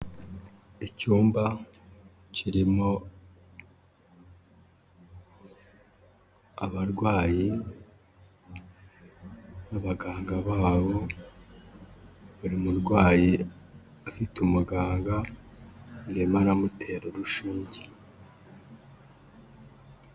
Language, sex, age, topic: Kinyarwanda, male, 25-35, health